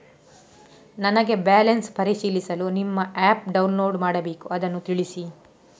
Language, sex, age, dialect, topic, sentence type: Kannada, female, 31-35, Coastal/Dakshin, banking, question